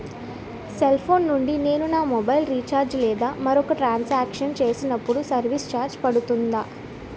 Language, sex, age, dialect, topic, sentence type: Telugu, female, 18-24, Utterandhra, banking, question